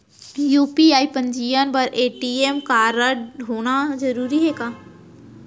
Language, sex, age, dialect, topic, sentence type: Chhattisgarhi, female, 31-35, Central, banking, question